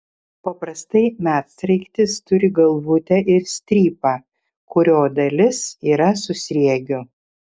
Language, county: Lithuanian, Vilnius